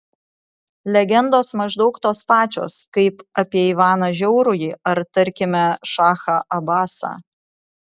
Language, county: Lithuanian, Vilnius